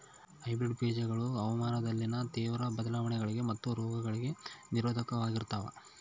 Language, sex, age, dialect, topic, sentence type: Kannada, male, 25-30, Central, agriculture, statement